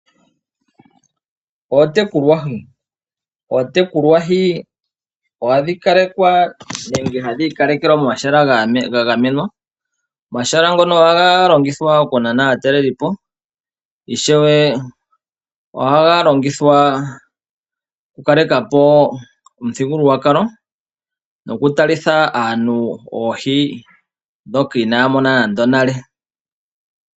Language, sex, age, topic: Oshiwambo, male, 25-35, agriculture